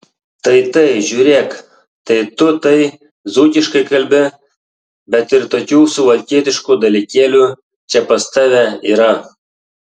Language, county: Lithuanian, Tauragė